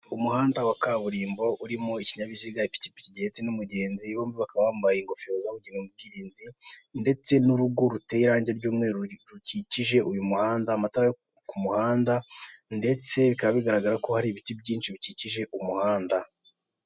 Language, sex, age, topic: Kinyarwanda, male, 18-24, government